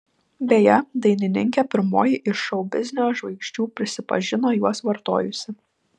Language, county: Lithuanian, Vilnius